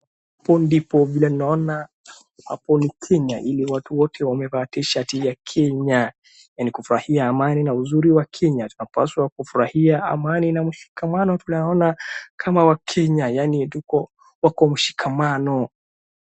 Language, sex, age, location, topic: Swahili, male, 36-49, Wajir, education